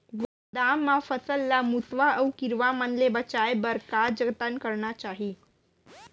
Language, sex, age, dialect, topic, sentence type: Chhattisgarhi, female, 18-24, Central, agriculture, question